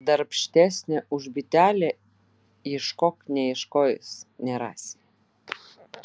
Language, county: Lithuanian, Vilnius